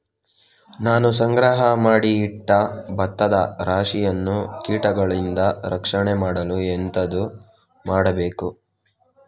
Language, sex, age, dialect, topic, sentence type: Kannada, male, 18-24, Coastal/Dakshin, agriculture, question